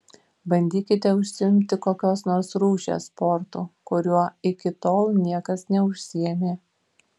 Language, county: Lithuanian, Vilnius